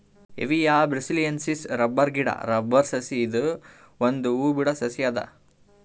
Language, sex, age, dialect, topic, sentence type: Kannada, male, 18-24, Northeastern, agriculture, statement